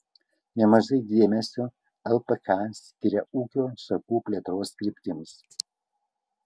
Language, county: Lithuanian, Kaunas